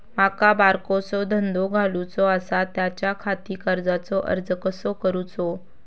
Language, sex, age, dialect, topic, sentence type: Marathi, female, 25-30, Southern Konkan, banking, question